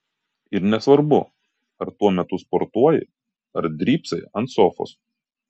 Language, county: Lithuanian, Kaunas